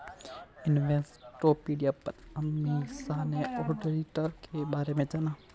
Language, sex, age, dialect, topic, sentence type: Hindi, male, 18-24, Marwari Dhudhari, banking, statement